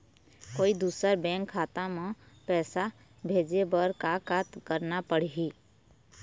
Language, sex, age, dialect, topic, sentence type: Chhattisgarhi, female, 25-30, Eastern, banking, question